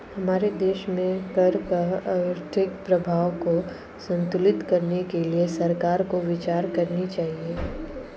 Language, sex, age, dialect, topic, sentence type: Hindi, female, 18-24, Marwari Dhudhari, banking, statement